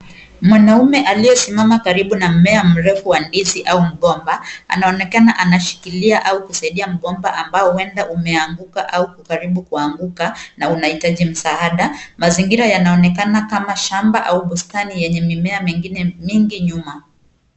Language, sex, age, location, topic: Swahili, female, 25-35, Kisumu, agriculture